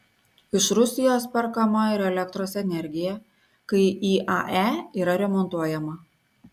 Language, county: Lithuanian, Kaunas